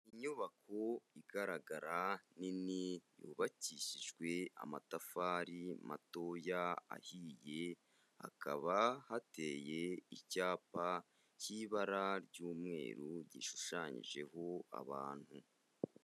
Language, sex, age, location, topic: Kinyarwanda, male, 18-24, Kigali, education